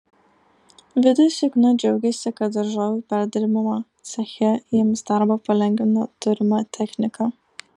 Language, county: Lithuanian, Alytus